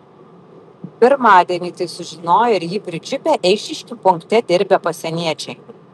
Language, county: Lithuanian, Vilnius